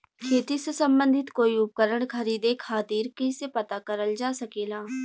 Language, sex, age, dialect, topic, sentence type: Bhojpuri, female, 41-45, Western, agriculture, question